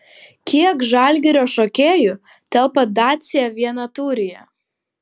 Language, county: Lithuanian, Vilnius